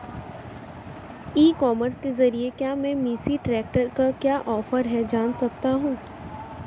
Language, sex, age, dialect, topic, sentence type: Hindi, female, 18-24, Marwari Dhudhari, agriculture, question